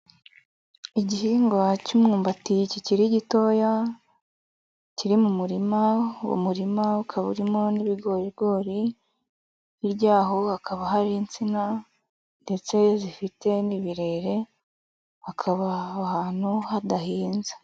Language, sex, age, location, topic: Kinyarwanda, female, 25-35, Nyagatare, agriculture